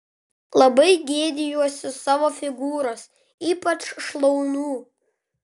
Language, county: Lithuanian, Klaipėda